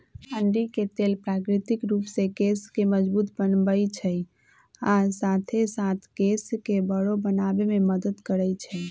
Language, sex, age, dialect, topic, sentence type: Magahi, female, 25-30, Western, agriculture, statement